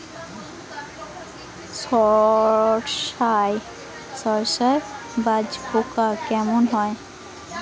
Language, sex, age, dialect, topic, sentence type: Bengali, female, 18-24, Western, agriculture, question